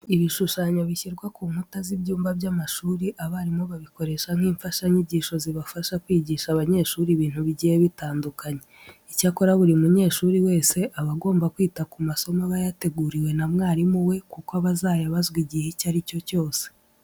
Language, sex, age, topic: Kinyarwanda, female, 18-24, education